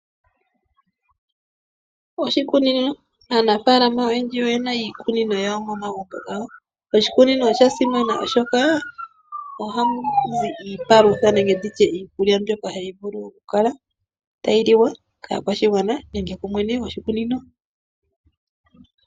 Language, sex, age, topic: Oshiwambo, female, 25-35, agriculture